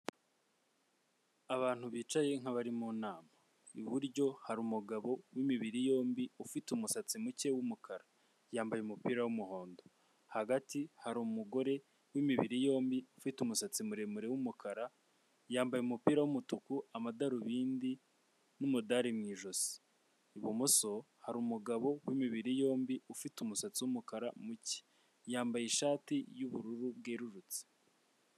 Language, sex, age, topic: Kinyarwanda, male, 25-35, government